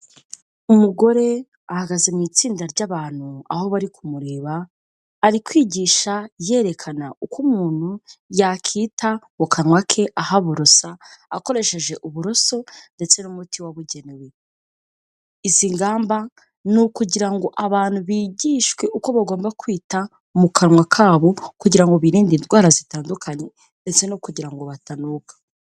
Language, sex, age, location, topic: Kinyarwanda, female, 18-24, Kigali, health